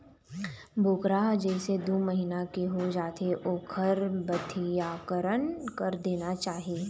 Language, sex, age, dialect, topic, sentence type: Chhattisgarhi, female, 18-24, Eastern, agriculture, statement